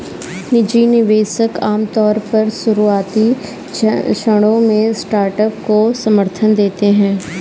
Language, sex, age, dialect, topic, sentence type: Hindi, female, 25-30, Kanauji Braj Bhasha, banking, statement